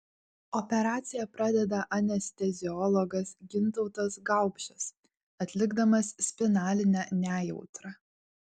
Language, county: Lithuanian, Vilnius